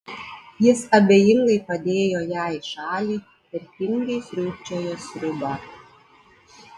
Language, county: Lithuanian, Klaipėda